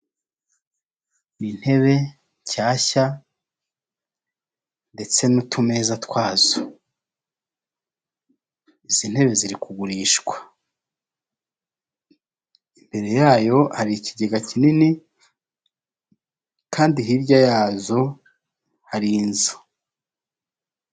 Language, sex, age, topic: Kinyarwanda, male, 36-49, finance